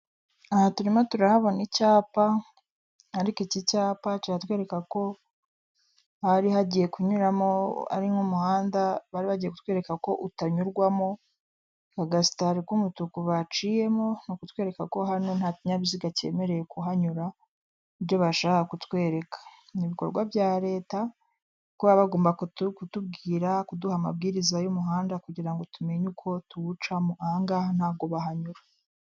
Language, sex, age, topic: Kinyarwanda, female, 25-35, government